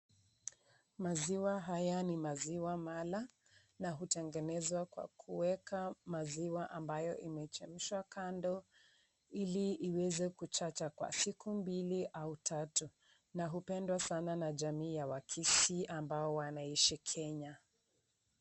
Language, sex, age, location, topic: Swahili, female, 25-35, Nakuru, agriculture